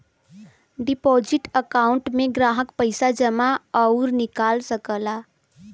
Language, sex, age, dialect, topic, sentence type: Bhojpuri, female, 18-24, Western, banking, statement